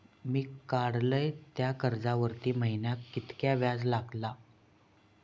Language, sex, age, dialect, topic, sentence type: Marathi, male, 41-45, Southern Konkan, banking, question